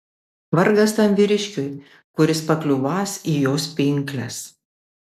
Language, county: Lithuanian, Vilnius